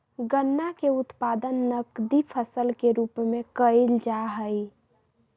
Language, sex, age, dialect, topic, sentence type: Magahi, female, 18-24, Western, agriculture, statement